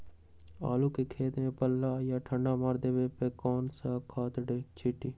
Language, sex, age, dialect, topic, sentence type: Magahi, male, 18-24, Western, agriculture, question